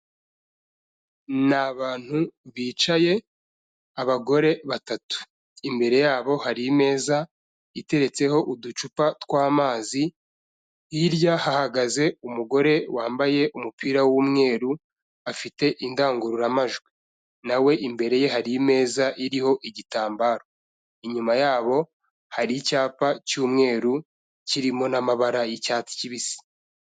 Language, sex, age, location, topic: Kinyarwanda, male, 25-35, Kigali, health